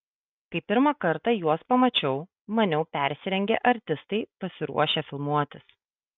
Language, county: Lithuanian, Kaunas